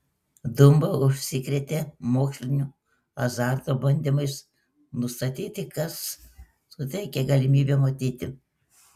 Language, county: Lithuanian, Klaipėda